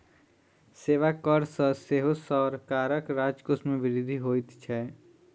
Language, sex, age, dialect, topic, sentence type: Maithili, female, 60-100, Southern/Standard, banking, statement